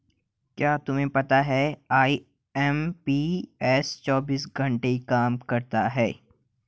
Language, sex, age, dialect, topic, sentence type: Hindi, male, 18-24, Hindustani Malvi Khadi Boli, banking, statement